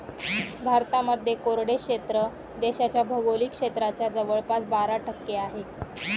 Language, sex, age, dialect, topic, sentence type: Marathi, female, 25-30, Northern Konkan, agriculture, statement